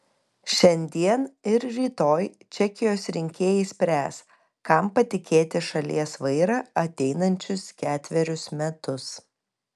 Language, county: Lithuanian, Kaunas